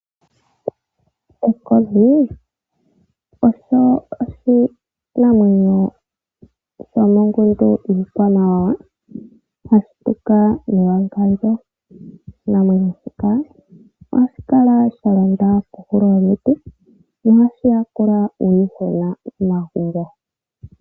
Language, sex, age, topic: Oshiwambo, male, 18-24, agriculture